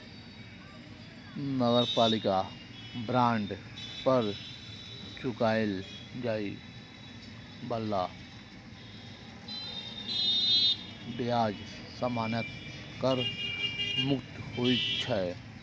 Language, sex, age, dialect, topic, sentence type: Maithili, male, 31-35, Eastern / Thethi, banking, statement